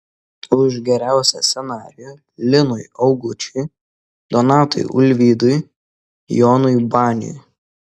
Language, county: Lithuanian, Kaunas